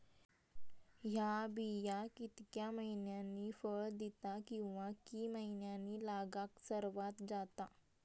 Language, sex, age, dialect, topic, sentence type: Marathi, female, 25-30, Southern Konkan, agriculture, question